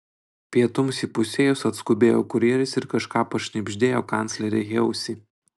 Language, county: Lithuanian, Panevėžys